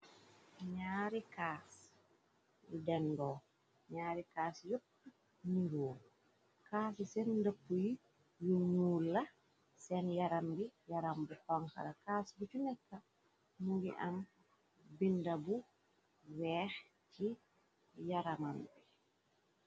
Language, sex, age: Wolof, female, 36-49